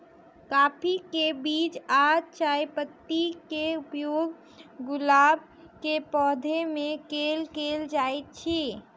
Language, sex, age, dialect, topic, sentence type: Maithili, female, 18-24, Southern/Standard, agriculture, question